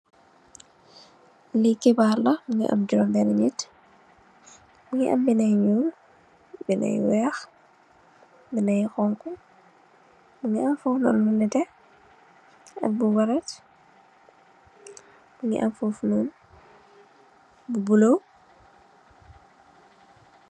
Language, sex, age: Wolof, female, 18-24